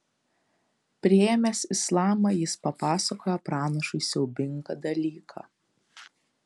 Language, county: Lithuanian, Kaunas